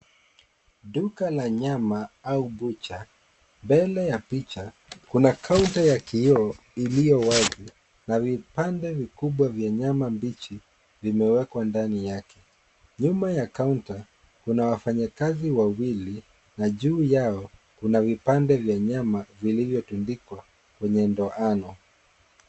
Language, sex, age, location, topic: Swahili, male, 36-49, Kisii, finance